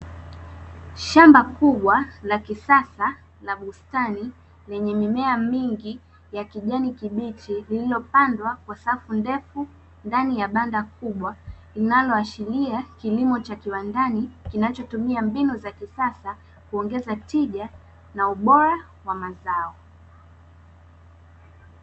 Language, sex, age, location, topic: Swahili, female, 18-24, Dar es Salaam, agriculture